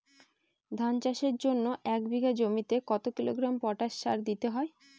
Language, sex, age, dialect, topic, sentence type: Bengali, female, 25-30, Northern/Varendri, agriculture, question